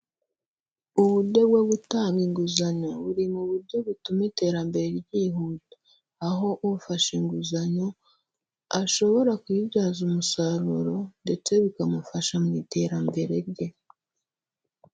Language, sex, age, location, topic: Kinyarwanda, female, 25-35, Huye, finance